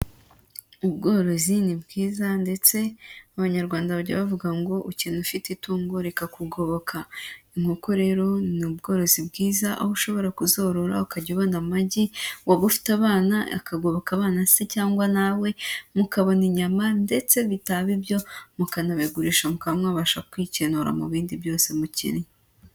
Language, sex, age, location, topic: Kinyarwanda, female, 18-24, Huye, agriculture